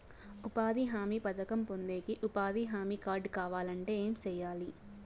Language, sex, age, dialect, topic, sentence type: Telugu, female, 18-24, Southern, banking, question